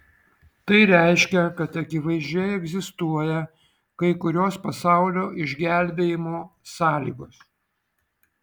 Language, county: Lithuanian, Vilnius